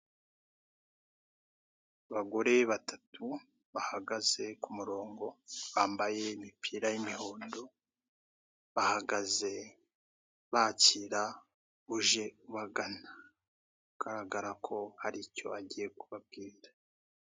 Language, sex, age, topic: Kinyarwanda, male, 36-49, finance